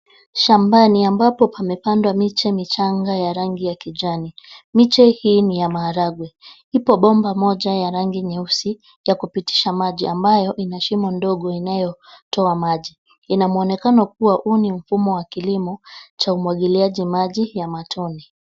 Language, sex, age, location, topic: Swahili, female, 25-35, Nairobi, agriculture